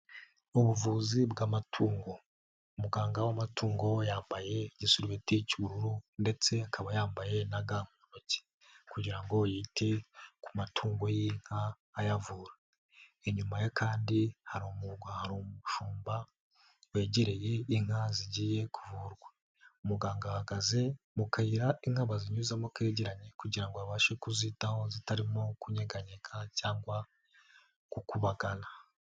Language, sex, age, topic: Kinyarwanda, male, 18-24, agriculture